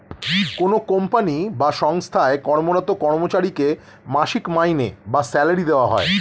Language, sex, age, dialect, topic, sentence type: Bengali, male, 36-40, Standard Colloquial, banking, statement